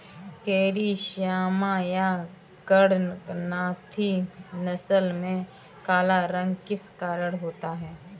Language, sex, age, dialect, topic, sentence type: Hindi, female, 18-24, Kanauji Braj Bhasha, agriculture, statement